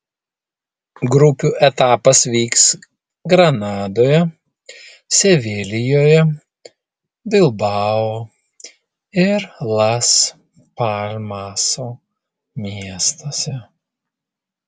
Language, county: Lithuanian, Vilnius